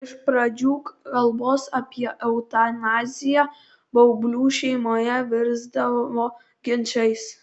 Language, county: Lithuanian, Kaunas